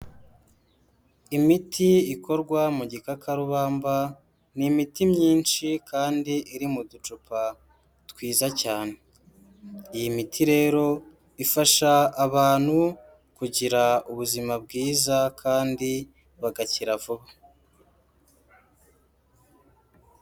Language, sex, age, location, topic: Kinyarwanda, male, 25-35, Huye, health